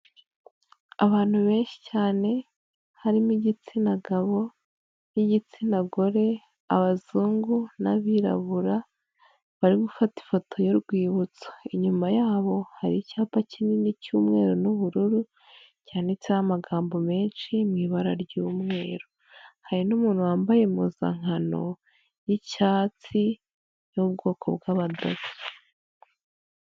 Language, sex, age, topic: Kinyarwanda, female, 18-24, health